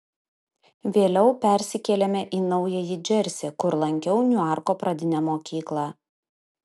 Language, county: Lithuanian, Kaunas